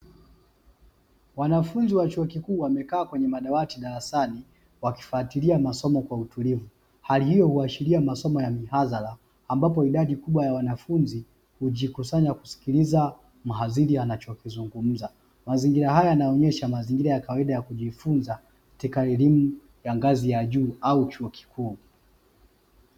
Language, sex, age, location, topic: Swahili, male, 25-35, Dar es Salaam, education